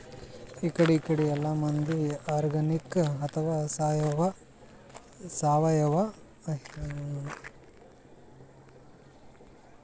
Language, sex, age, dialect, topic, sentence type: Kannada, male, 25-30, Northeastern, agriculture, statement